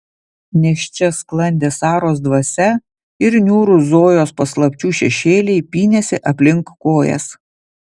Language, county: Lithuanian, Vilnius